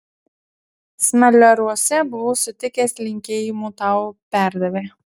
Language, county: Lithuanian, Utena